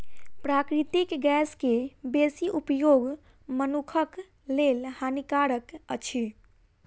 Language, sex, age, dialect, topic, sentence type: Maithili, female, 18-24, Southern/Standard, agriculture, statement